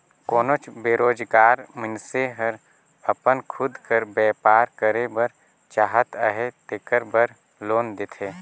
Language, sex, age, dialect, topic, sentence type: Chhattisgarhi, male, 18-24, Northern/Bhandar, banking, statement